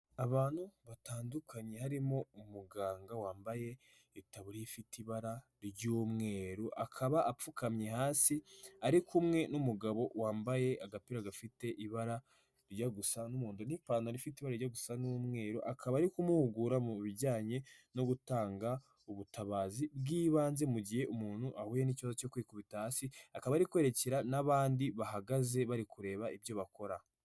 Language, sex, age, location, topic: Kinyarwanda, male, 18-24, Nyagatare, health